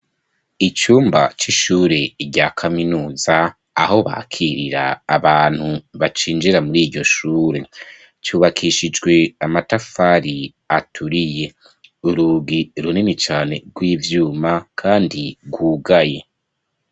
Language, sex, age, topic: Rundi, male, 25-35, education